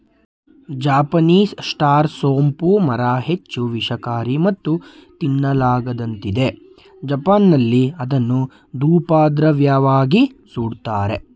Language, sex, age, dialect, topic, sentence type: Kannada, male, 18-24, Mysore Kannada, agriculture, statement